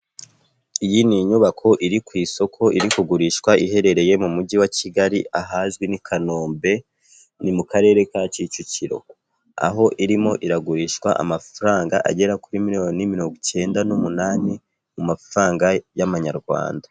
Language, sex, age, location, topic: Kinyarwanda, female, 36-49, Kigali, finance